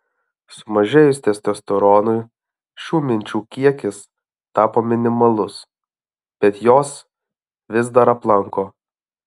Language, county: Lithuanian, Alytus